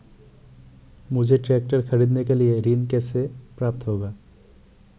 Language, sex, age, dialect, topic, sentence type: Hindi, male, 18-24, Marwari Dhudhari, banking, question